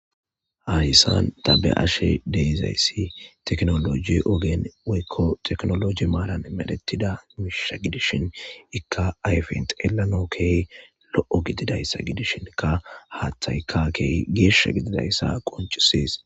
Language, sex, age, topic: Gamo, male, 18-24, government